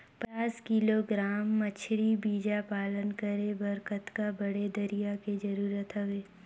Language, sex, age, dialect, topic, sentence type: Chhattisgarhi, female, 56-60, Northern/Bhandar, agriculture, question